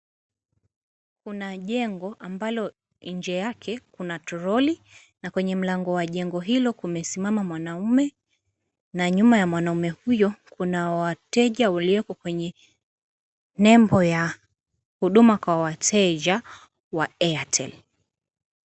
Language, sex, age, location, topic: Swahili, female, 18-24, Mombasa, government